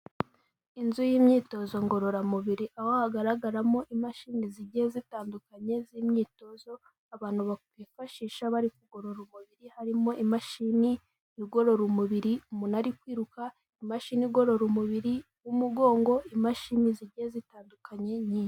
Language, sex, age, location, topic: Kinyarwanda, female, 18-24, Kigali, health